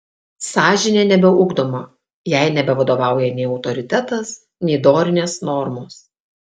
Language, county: Lithuanian, Kaunas